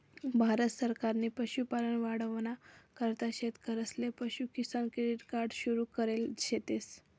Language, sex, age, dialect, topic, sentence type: Marathi, female, 18-24, Northern Konkan, agriculture, statement